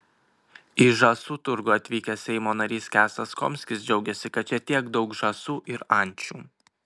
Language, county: Lithuanian, Kaunas